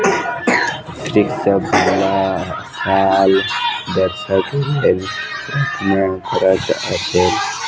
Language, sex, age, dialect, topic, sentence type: Maithili, female, 31-35, Southern/Standard, agriculture, statement